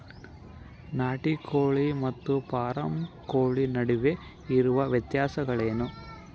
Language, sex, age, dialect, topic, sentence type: Kannada, male, 51-55, Central, agriculture, question